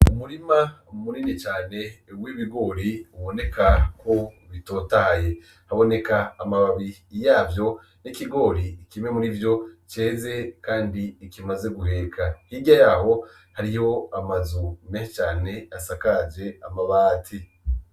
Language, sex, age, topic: Rundi, male, 25-35, agriculture